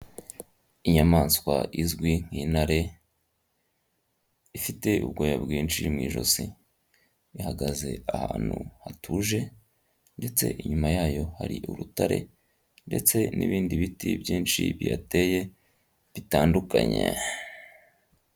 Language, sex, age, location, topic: Kinyarwanda, female, 50+, Nyagatare, agriculture